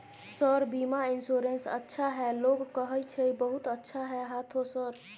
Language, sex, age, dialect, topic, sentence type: Maithili, female, 25-30, Bajjika, banking, question